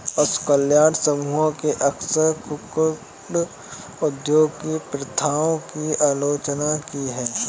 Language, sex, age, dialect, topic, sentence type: Hindi, male, 18-24, Kanauji Braj Bhasha, agriculture, statement